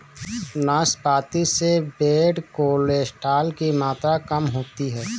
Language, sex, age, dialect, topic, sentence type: Hindi, male, 31-35, Awadhi Bundeli, agriculture, statement